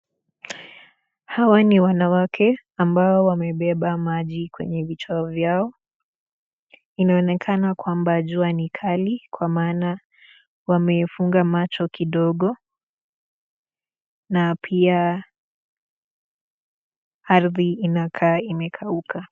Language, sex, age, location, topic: Swahili, female, 18-24, Nakuru, health